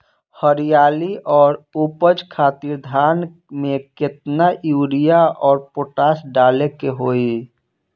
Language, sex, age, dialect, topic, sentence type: Bhojpuri, male, 25-30, Southern / Standard, agriculture, question